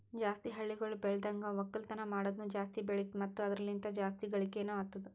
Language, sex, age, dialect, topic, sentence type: Kannada, female, 18-24, Northeastern, agriculture, statement